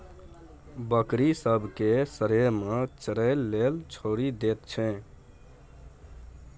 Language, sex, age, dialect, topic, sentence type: Maithili, male, 18-24, Bajjika, agriculture, statement